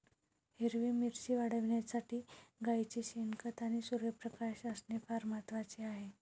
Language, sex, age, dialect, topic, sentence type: Marathi, female, 18-24, Varhadi, agriculture, statement